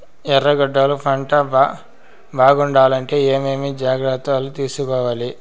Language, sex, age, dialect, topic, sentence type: Telugu, male, 18-24, Southern, agriculture, question